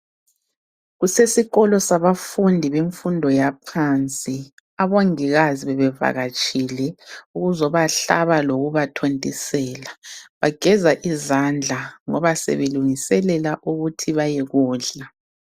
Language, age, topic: North Ndebele, 36-49, health